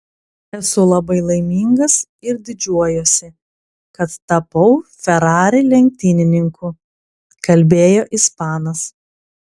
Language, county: Lithuanian, Klaipėda